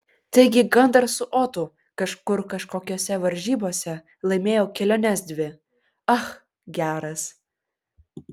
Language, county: Lithuanian, Vilnius